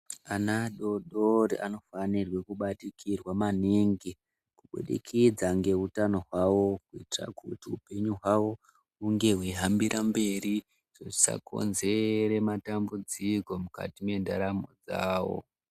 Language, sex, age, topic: Ndau, male, 18-24, health